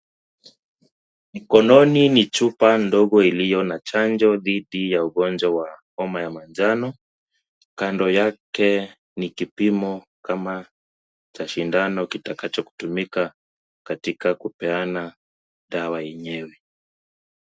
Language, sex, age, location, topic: Swahili, male, 18-24, Kisii, health